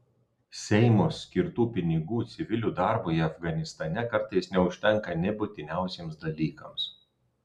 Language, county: Lithuanian, Telšiai